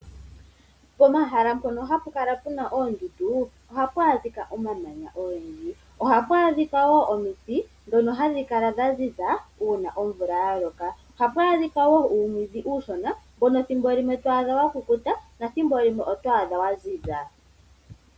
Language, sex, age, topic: Oshiwambo, female, 18-24, agriculture